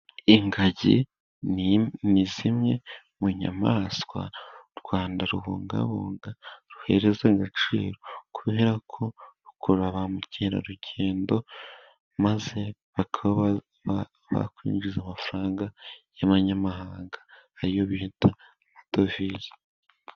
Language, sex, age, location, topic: Kinyarwanda, male, 18-24, Musanze, agriculture